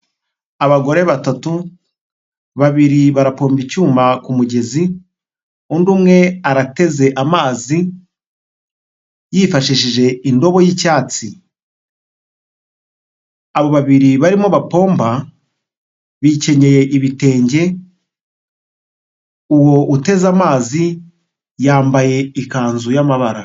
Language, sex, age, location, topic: Kinyarwanda, male, 25-35, Huye, health